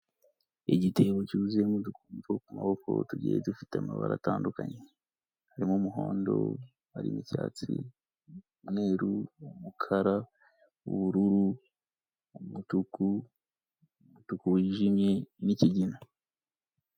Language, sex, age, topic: Kinyarwanda, male, 25-35, finance